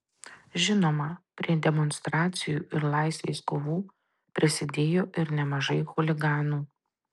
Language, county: Lithuanian, Tauragė